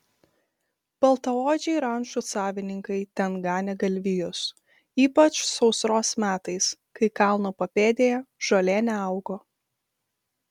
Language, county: Lithuanian, Vilnius